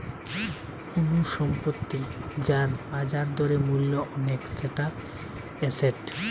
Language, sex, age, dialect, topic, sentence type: Bengali, male, 18-24, Western, banking, statement